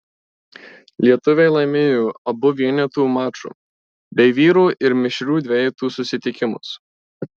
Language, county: Lithuanian, Marijampolė